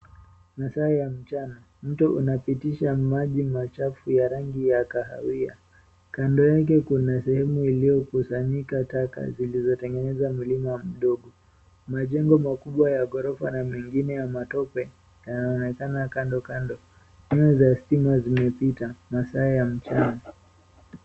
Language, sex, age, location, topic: Swahili, male, 18-24, Nairobi, government